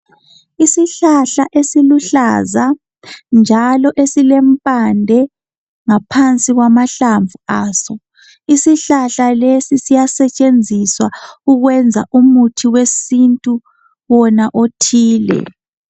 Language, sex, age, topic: North Ndebele, male, 25-35, health